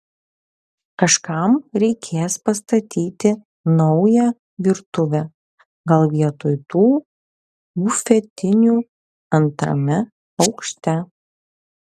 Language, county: Lithuanian, Vilnius